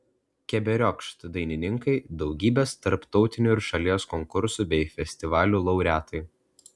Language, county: Lithuanian, Klaipėda